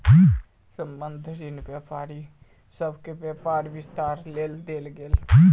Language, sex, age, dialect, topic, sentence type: Maithili, male, 18-24, Southern/Standard, banking, statement